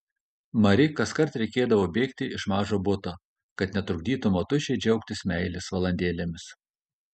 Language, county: Lithuanian, Kaunas